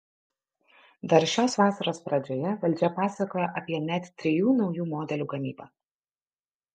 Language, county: Lithuanian, Kaunas